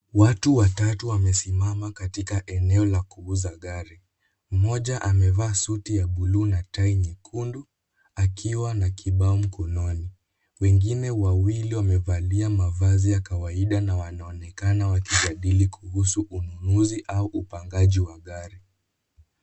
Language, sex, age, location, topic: Swahili, male, 18-24, Kisumu, finance